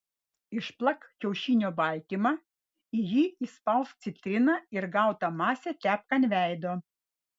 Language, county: Lithuanian, Vilnius